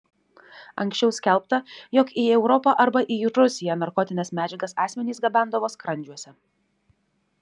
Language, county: Lithuanian, Šiauliai